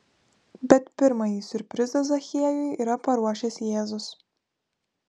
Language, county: Lithuanian, Vilnius